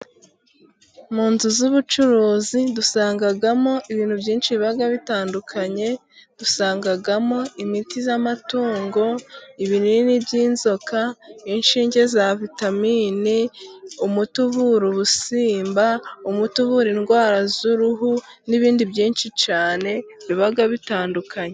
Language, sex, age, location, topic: Kinyarwanda, female, 25-35, Musanze, finance